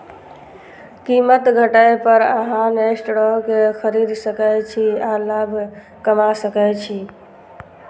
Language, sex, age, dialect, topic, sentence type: Maithili, male, 25-30, Eastern / Thethi, banking, statement